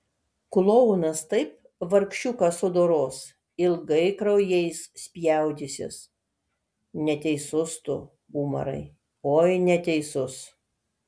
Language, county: Lithuanian, Kaunas